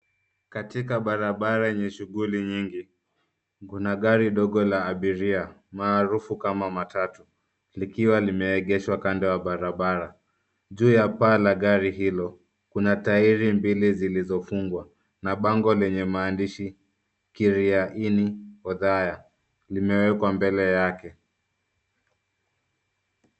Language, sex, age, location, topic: Swahili, male, 18-24, Nairobi, government